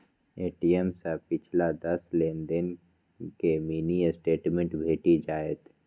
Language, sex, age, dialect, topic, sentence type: Maithili, male, 25-30, Eastern / Thethi, banking, statement